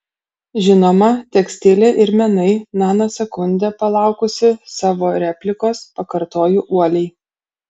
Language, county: Lithuanian, Kaunas